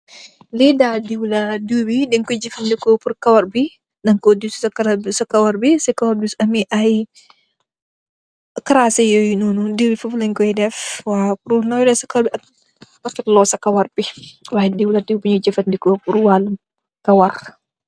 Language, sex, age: Wolof, female, 18-24